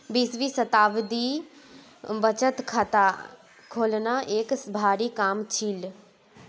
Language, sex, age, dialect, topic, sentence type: Magahi, female, 18-24, Northeastern/Surjapuri, banking, statement